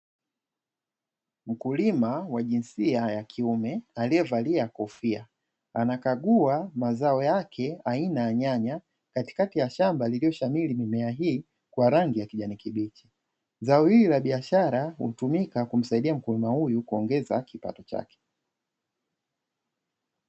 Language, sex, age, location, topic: Swahili, male, 25-35, Dar es Salaam, agriculture